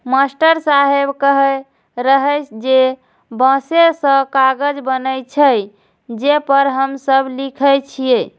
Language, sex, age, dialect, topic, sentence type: Maithili, female, 25-30, Eastern / Thethi, agriculture, statement